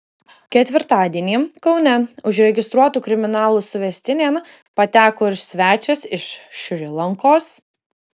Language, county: Lithuanian, Kaunas